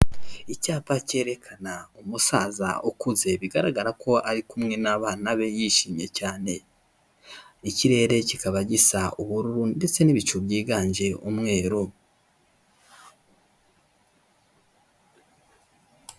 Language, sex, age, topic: Kinyarwanda, male, 25-35, finance